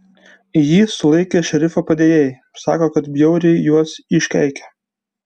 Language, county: Lithuanian, Vilnius